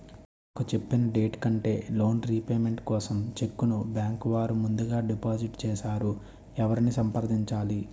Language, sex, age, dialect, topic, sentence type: Telugu, male, 25-30, Utterandhra, banking, question